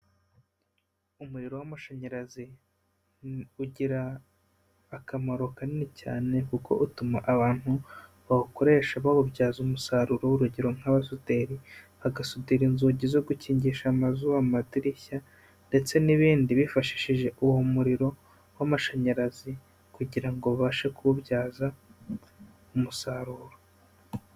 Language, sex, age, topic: Kinyarwanda, male, 25-35, government